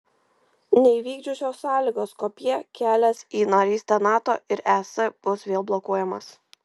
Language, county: Lithuanian, Kaunas